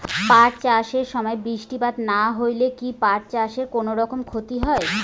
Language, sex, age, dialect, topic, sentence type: Bengali, female, 25-30, Rajbangshi, agriculture, question